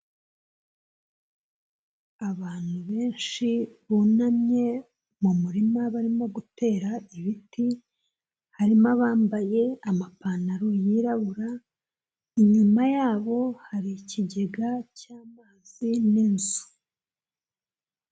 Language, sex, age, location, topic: Kinyarwanda, female, 25-35, Kigali, health